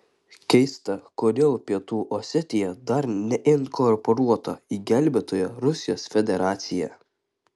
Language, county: Lithuanian, Kaunas